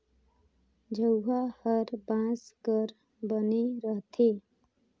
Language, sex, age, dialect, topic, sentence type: Chhattisgarhi, female, 25-30, Northern/Bhandar, agriculture, statement